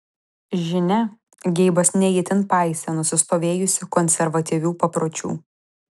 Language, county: Lithuanian, Vilnius